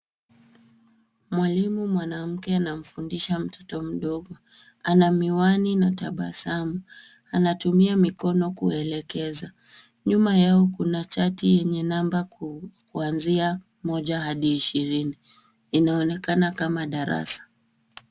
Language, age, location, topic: Swahili, 36-49, Nairobi, education